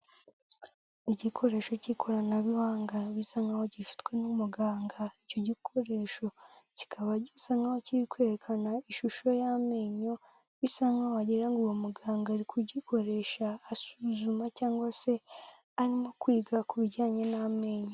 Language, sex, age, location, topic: Kinyarwanda, female, 18-24, Kigali, health